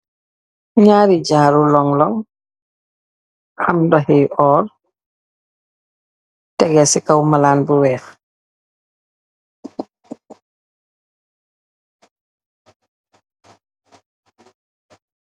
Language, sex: Wolof, female